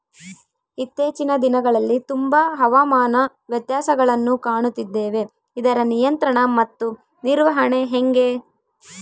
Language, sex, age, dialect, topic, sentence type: Kannada, female, 18-24, Central, agriculture, question